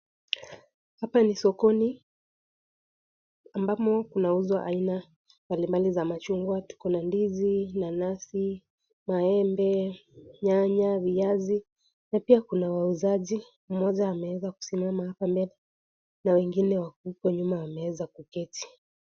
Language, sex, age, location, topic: Swahili, female, 18-24, Kisii, finance